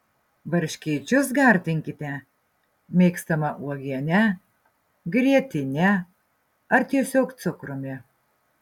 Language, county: Lithuanian, Marijampolė